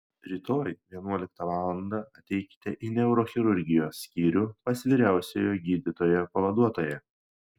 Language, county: Lithuanian, Šiauliai